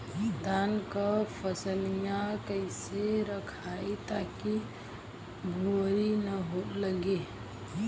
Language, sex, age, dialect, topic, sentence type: Bhojpuri, female, 18-24, Western, agriculture, question